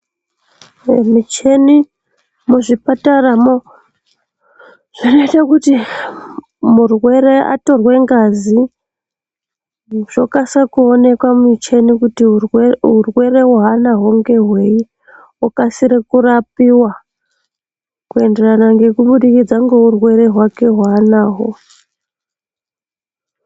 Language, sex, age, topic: Ndau, female, 25-35, health